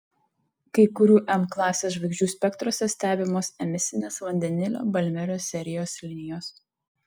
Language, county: Lithuanian, Tauragė